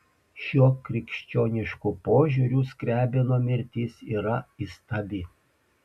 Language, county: Lithuanian, Panevėžys